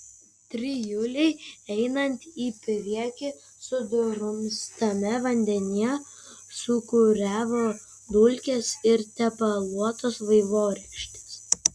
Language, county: Lithuanian, Kaunas